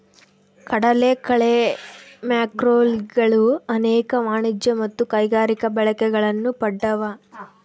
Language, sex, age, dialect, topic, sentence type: Kannada, female, 18-24, Central, agriculture, statement